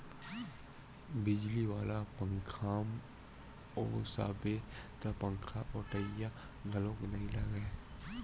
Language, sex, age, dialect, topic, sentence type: Chhattisgarhi, male, 18-24, Western/Budati/Khatahi, agriculture, statement